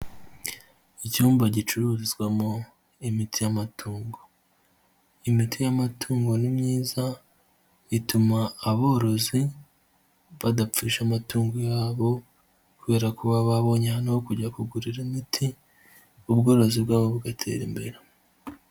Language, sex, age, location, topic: Kinyarwanda, male, 25-35, Nyagatare, health